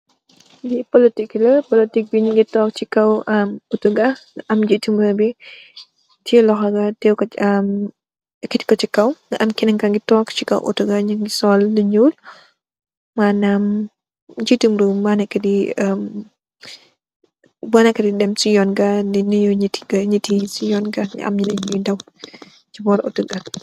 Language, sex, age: Wolof, female, 18-24